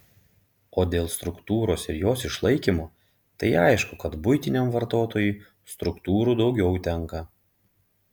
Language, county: Lithuanian, Panevėžys